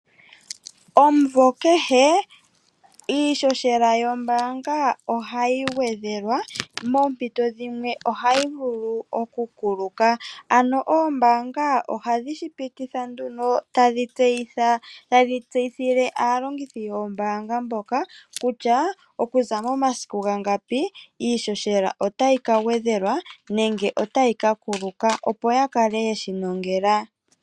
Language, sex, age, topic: Oshiwambo, female, 25-35, finance